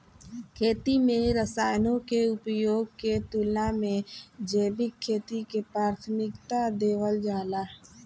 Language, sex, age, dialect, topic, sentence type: Bhojpuri, female, 25-30, Southern / Standard, agriculture, statement